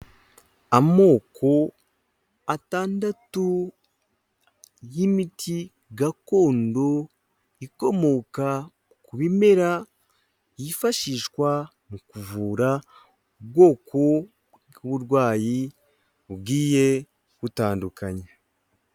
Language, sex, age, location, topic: Kinyarwanda, male, 18-24, Kigali, health